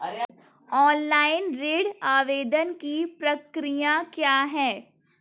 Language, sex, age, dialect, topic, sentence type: Hindi, female, 18-24, Kanauji Braj Bhasha, banking, question